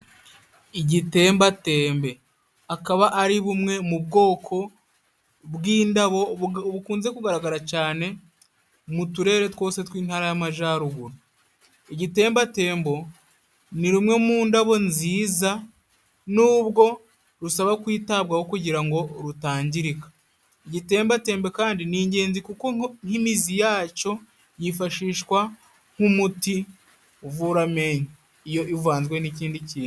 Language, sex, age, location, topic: Kinyarwanda, male, 18-24, Musanze, health